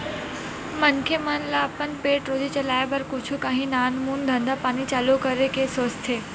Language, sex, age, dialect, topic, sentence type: Chhattisgarhi, female, 18-24, Western/Budati/Khatahi, banking, statement